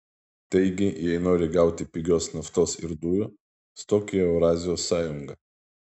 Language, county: Lithuanian, Vilnius